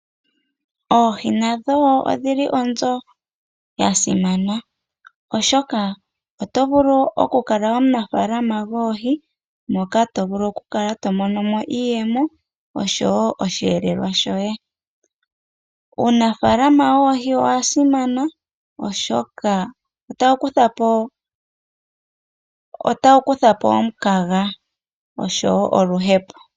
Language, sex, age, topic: Oshiwambo, female, 18-24, agriculture